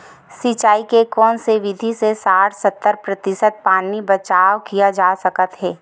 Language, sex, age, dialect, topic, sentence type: Chhattisgarhi, female, 18-24, Western/Budati/Khatahi, agriculture, question